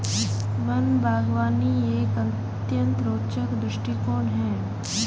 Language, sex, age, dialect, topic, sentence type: Hindi, female, 18-24, Marwari Dhudhari, agriculture, statement